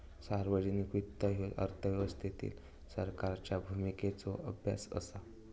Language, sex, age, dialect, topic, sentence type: Marathi, male, 18-24, Southern Konkan, banking, statement